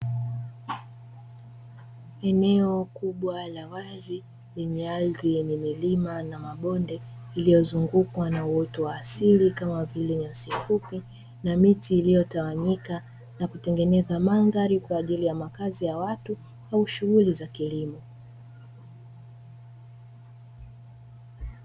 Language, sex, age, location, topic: Swahili, female, 25-35, Dar es Salaam, agriculture